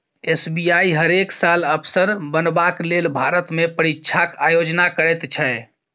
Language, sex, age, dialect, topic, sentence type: Maithili, female, 18-24, Bajjika, banking, statement